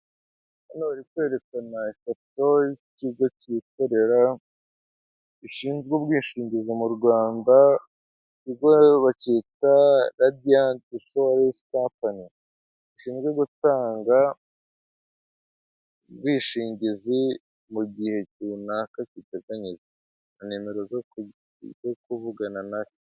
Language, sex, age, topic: Kinyarwanda, male, 25-35, finance